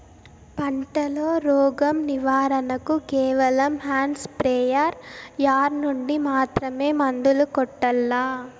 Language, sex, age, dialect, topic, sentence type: Telugu, female, 18-24, Southern, agriculture, question